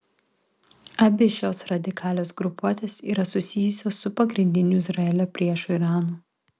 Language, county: Lithuanian, Klaipėda